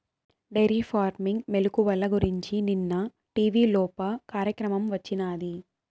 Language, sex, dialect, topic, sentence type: Telugu, female, Southern, agriculture, statement